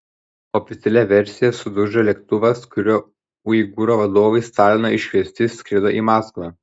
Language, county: Lithuanian, Panevėžys